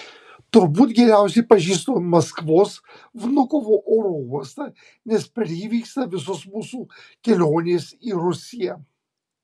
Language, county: Lithuanian, Kaunas